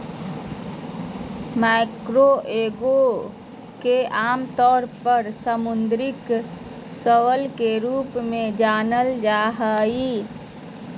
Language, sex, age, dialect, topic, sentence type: Magahi, female, 31-35, Southern, agriculture, statement